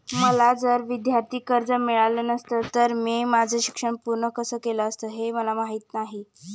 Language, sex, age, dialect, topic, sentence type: Marathi, female, 18-24, Standard Marathi, banking, statement